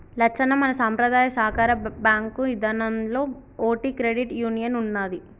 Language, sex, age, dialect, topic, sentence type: Telugu, female, 18-24, Telangana, banking, statement